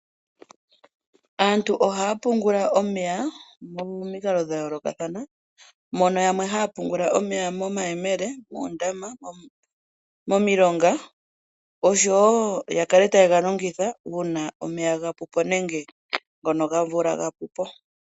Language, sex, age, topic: Oshiwambo, female, 25-35, agriculture